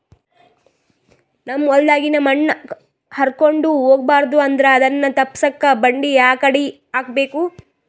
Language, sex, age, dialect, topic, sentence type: Kannada, female, 18-24, Northeastern, agriculture, question